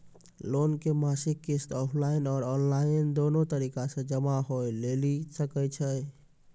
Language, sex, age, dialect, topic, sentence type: Maithili, male, 18-24, Angika, banking, question